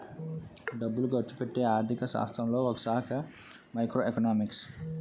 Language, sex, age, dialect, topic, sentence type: Telugu, male, 31-35, Utterandhra, banking, statement